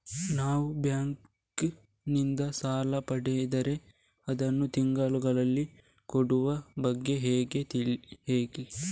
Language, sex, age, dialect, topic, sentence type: Kannada, male, 25-30, Coastal/Dakshin, banking, question